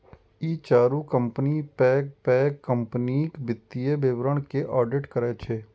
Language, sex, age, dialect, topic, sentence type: Maithili, male, 36-40, Eastern / Thethi, banking, statement